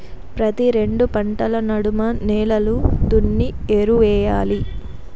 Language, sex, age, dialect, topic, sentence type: Telugu, female, 18-24, Southern, agriculture, statement